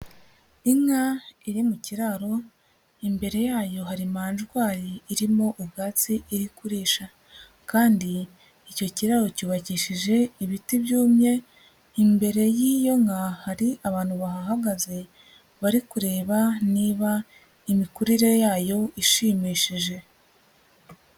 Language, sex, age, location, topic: Kinyarwanda, female, 36-49, Huye, agriculture